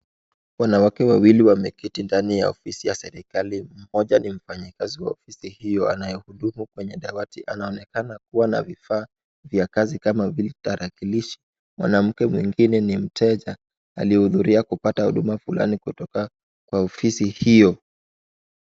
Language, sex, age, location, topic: Swahili, male, 18-24, Wajir, government